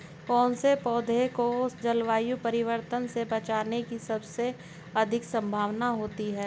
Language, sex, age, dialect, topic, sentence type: Hindi, male, 36-40, Hindustani Malvi Khadi Boli, agriculture, question